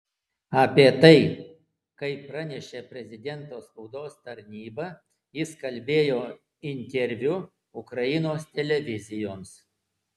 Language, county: Lithuanian, Alytus